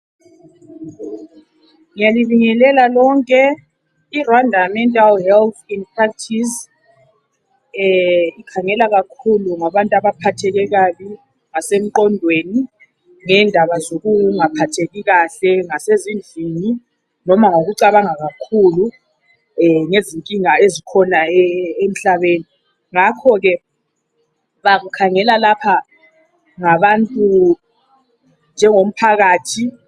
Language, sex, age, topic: North Ndebele, female, 36-49, health